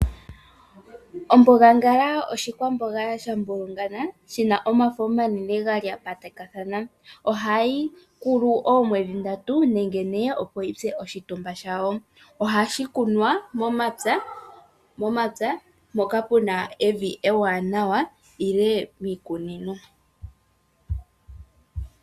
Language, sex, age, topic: Oshiwambo, female, 18-24, agriculture